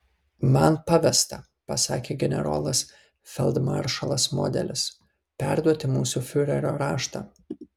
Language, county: Lithuanian, Kaunas